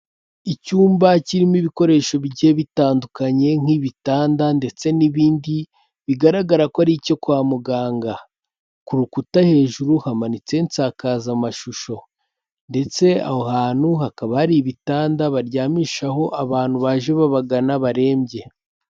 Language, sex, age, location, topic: Kinyarwanda, male, 18-24, Kigali, health